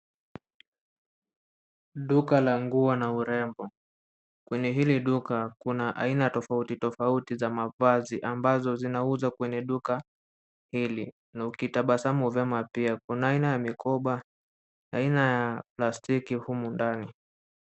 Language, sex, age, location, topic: Swahili, male, 18-24, Nairobi, finance